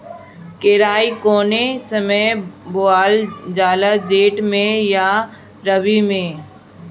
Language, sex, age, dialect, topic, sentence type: Bhojpuri, male, 31-35, Northern, agriculture, question